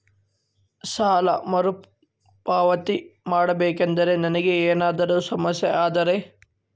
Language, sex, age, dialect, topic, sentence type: Kannada, male, 18-24, Central, banking, question